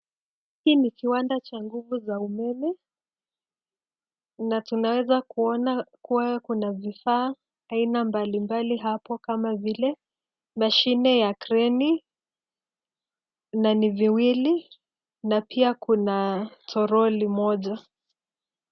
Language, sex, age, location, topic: Swahili, female, 25-35, Nairobi, government